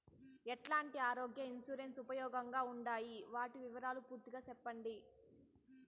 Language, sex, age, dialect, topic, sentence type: Telugu, male, 18-24, Southern, banking, question